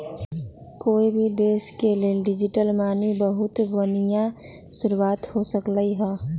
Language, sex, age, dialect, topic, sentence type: Magahi, female, 18-24, Western, banking, statement